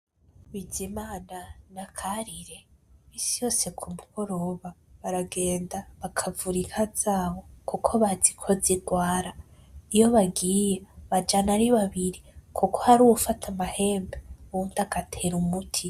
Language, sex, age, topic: Rundi, female, 18-24, agriculture